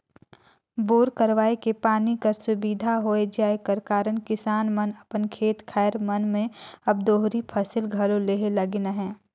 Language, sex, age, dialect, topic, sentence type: Chhattisgarhi, female, 18-24, Northern/Bhandar, agriculture, statement